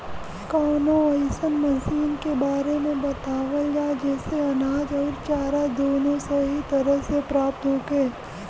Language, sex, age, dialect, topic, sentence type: Bhojpuri, female, 18-24, Western, agriculture, question